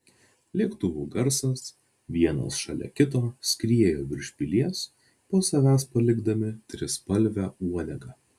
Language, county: Lithuanian, Vilnius